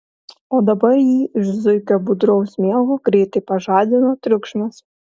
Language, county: Lithuanian, Klaipėda